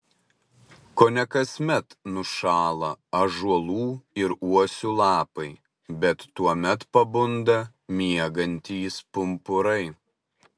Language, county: Lithuanian, Utena